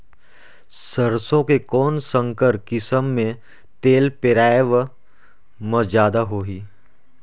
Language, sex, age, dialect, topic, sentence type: Chhattisgarhi, male, 31-35, Northern/Bhandar, agriculture, question